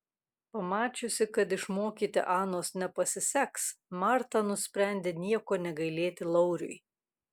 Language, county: Lithuanian, Kaunas